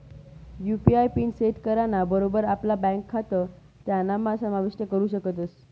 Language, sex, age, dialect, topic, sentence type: Marathi, female, 31-35, Northern Konkan, banking, statement